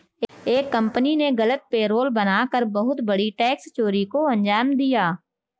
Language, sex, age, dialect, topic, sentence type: Hindi, female, 25-30, Marwari Dhudhari, banking, statement